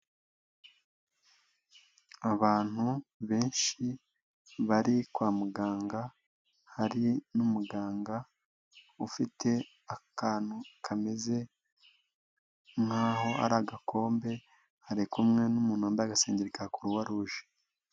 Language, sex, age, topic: Kinyarwanda, male, 25-35, health